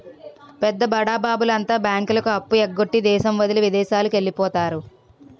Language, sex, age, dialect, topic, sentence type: Telugu, female, 18-24, Utterandhra, banking, statement